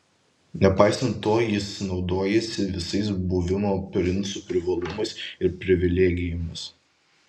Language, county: Lithuanian, Vilnius